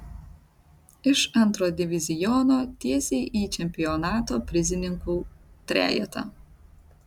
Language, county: Lithuanian, Tauragė